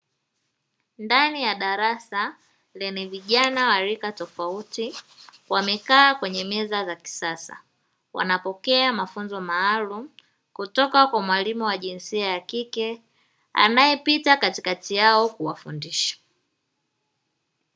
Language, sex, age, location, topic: Swahili, female, 18-24, Dar es Salaam, education